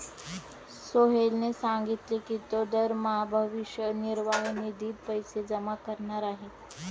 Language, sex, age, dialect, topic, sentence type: Marathi, female, 18-24, Standard Marathi, banking, statement